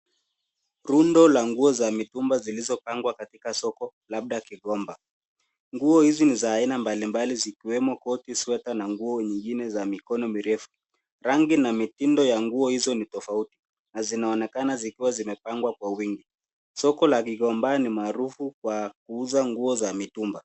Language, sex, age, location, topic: Swahili, male, 18-24, Nairobi, finance